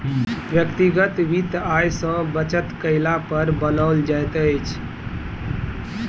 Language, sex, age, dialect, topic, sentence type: Maithili, male, 25-30, Southern/Standard, banking, statement